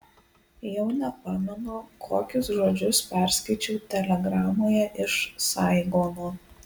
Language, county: Lithuanian, Alytus